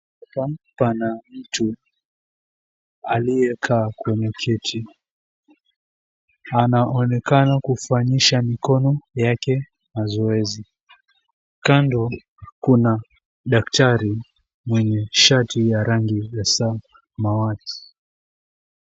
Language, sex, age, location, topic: Swahili, female, 18-24, Mombasa, health